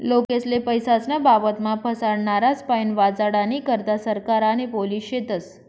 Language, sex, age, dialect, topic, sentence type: Marathi, female, 25-30, Northern Konkan, banking, statement